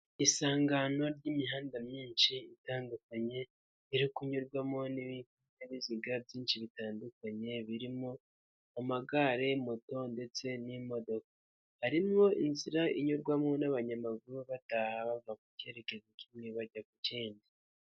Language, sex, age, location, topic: Kinyarwanda, male, 50+, Kigali, government